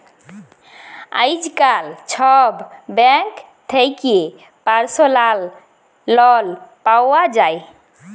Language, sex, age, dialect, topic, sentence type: Bengali, female, 25-30, Jharkhandi, banking, statement